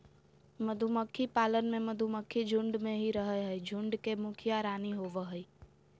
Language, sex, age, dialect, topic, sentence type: Magahi, female, 18-24, Southern, agriculture, statement